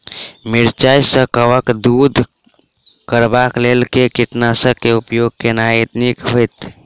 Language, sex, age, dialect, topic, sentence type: Maithili, male, 18-24, Southern/Standard, agriculture, question